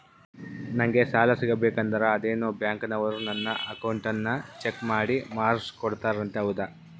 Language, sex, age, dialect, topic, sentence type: Kannada, male, 25-30, Central, banking, question